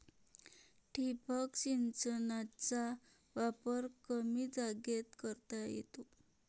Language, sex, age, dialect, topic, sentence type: Marathi, female, 31-35, Varhadi, agriculture, statement